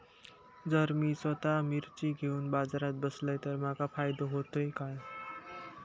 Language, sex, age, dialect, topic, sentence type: Marathi, male, 60-100, Southern Konkan, agriculture, question